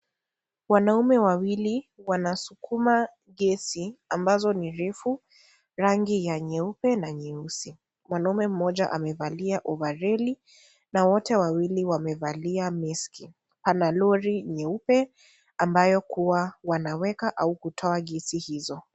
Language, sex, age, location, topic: Swahili, female, 50+, Kisii, health